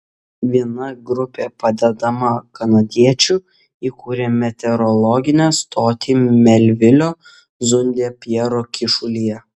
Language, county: Lithuanian, Kaunas